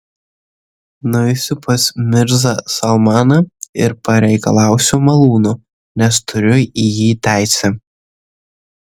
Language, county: Lithuanian, Kaunas